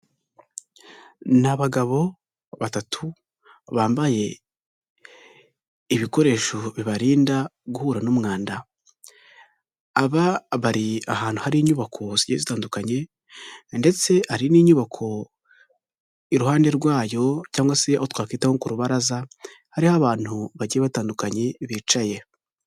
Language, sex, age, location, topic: Kinyarwanda, male, 18-24, Huye, health